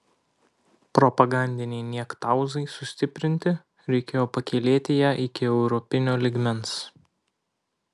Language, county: Lithuanian, Vilnius